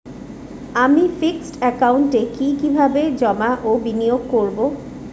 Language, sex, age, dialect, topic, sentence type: Bengali, female, 36-40, Rajbangshi, banking, question